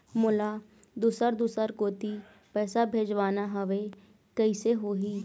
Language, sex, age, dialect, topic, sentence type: Chhattisgarhi, female, 18-24, Eastern, banking, question